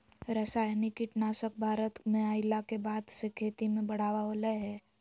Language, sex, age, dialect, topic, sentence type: Magahi, female, 18-24, Southern, agriculture, statement